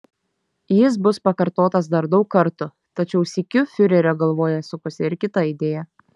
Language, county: Lithuanian, Šiauliai